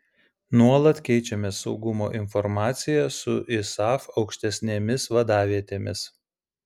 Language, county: Lithuanian, Vilnius